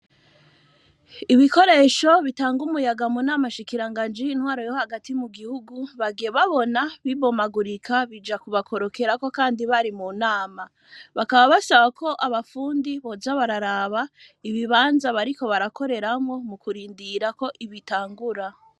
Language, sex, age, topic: Rundi, female, 25-35, education